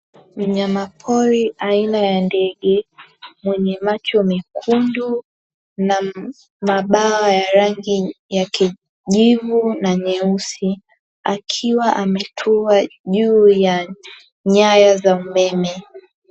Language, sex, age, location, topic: Swahili, female, 18-24, Dar es Salaam, agriculture